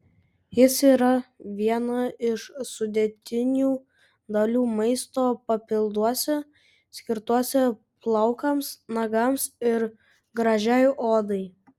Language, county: Lithuanian, Kaunas